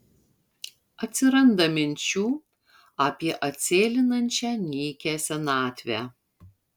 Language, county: Lithuanian, Marijampolė